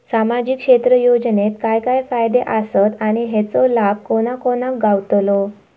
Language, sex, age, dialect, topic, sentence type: Marathi, female, 18-24, Southern Konkan, banking, question